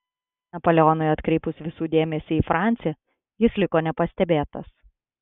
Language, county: Lithuanian, Klaipėda